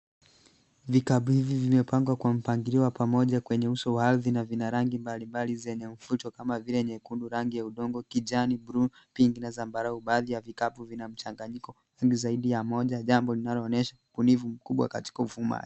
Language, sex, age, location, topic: Swahili, male, 18-24, Nairobi, finance